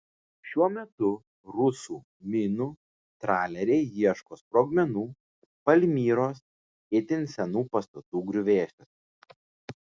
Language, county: Lithuanian, Vilnius